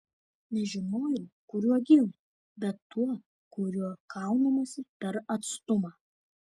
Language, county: Lithuanian, Šiauliai